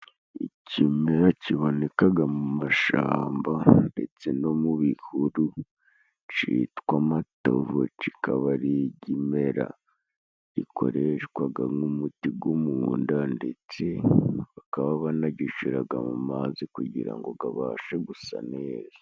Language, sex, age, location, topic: Kinyarwanda, male, 18-24, Musanze, health